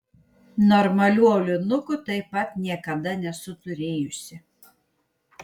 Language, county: Lithuanian, Kaunas